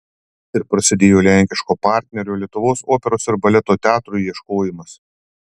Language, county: Lithuanian, Panevėžys